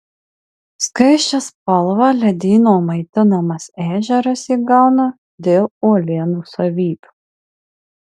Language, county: Lithuanian, Marijampolė